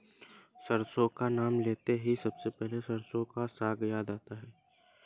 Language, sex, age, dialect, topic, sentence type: Hindi, male, 18-24, Awadhi Bundeli, agriculture, statement